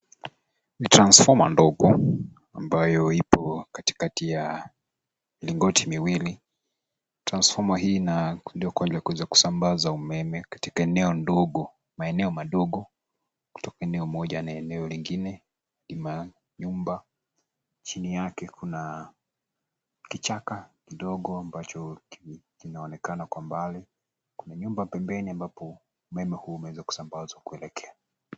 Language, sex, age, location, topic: Swahili, male, 25-35, Nairobi, government